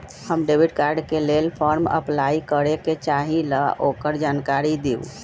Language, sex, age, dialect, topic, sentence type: Magahi, male, 41-45, Western, banking, question